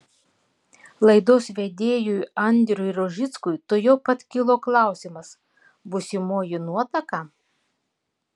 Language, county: Lithuanian, Klaipėda